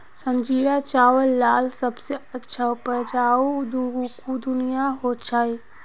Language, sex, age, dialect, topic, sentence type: Magahi, female, 18-24, Northeastern/Surjapuri, agriculture, question